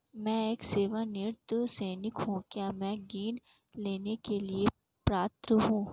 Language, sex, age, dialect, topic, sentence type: Hindi, female, 18-24, Marwari Dhudhari, banking, question